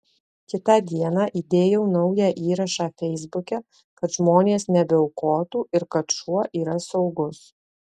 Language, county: Lithuanian, Alytus